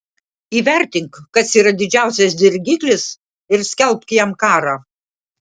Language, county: Lithuanian, Klaipėda